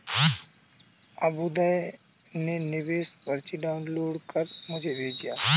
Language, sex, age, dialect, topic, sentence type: Hindi, male, 25-30, Kanauji Braj Bhasha, banking, statement